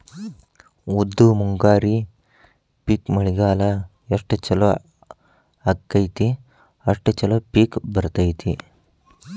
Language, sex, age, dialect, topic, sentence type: Kannada, male, 18-24, Dharwad Kannada, agriculture, statement